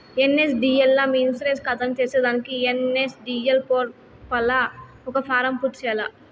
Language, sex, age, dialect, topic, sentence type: Telugu, female, 56-60, Southern, banking, statement